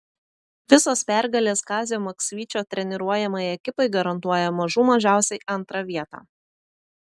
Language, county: Lithuanian, Telšiai